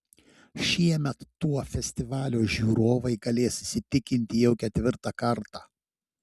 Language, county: Lithuanian, Šiauliai